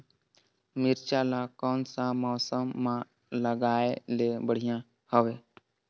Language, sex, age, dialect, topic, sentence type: Chhattisgarhi, male, 18-24, Northern/Bhandar, agriculture, question